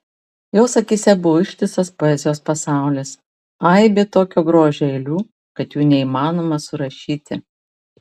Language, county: Lithuanian, Vilnius